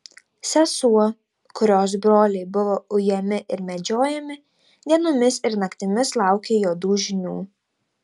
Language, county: Lithuanian, Tauragė